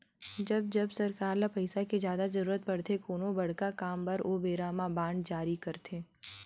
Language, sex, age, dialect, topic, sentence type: Chhattisgarhi, female, 18-24, Western/Budati/Khatahi, banking, statement